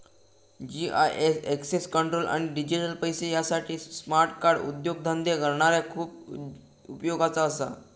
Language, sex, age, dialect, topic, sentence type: Marathi, male, 18-24, Southern Konkan, banking, statement